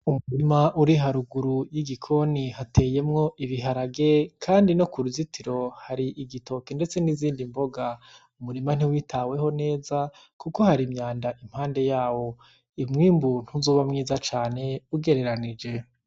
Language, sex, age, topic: Rundi, male, 25-35, agriculture